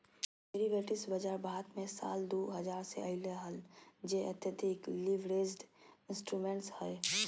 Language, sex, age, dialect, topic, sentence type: Magahi, female, 31-35, Southern, banking, statement